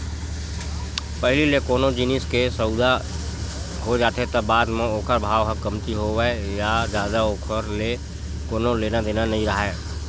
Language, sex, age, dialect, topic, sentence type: Chhattisgarhi, male, 25-30, Western/Budati/Khatahi, banking, statement